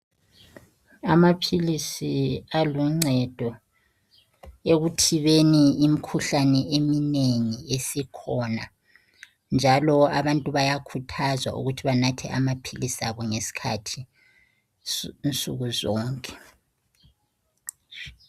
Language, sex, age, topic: North Ndebele, female, 36-49, health